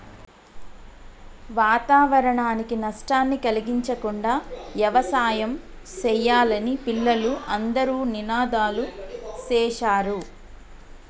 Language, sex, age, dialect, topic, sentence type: Telugu, female, 31-35, Telangana, agriculture, statement